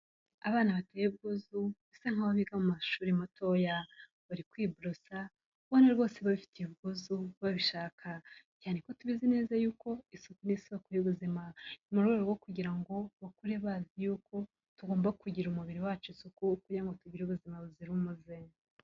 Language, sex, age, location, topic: Kinyarwanda, female, 25-35, Kigali, health